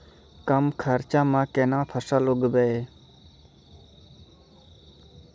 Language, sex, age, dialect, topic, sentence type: Maithili, male, 25-30, Angika, agriculture, question